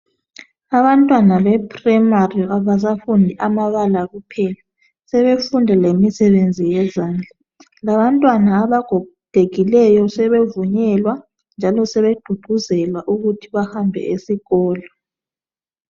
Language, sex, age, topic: North Ndebele, female, 36-49, education